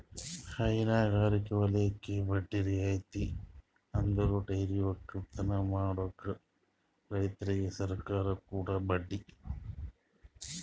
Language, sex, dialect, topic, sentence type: Kannada, male, Northeastern, agriculture, statement